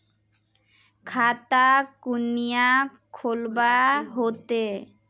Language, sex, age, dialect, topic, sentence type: Magahi, female, 18-24, Northeastern/Surjapuri, banking, question